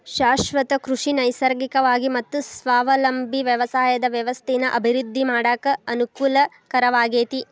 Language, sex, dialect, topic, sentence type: Kannada, female, Dharwad Kannada, agriculture, statement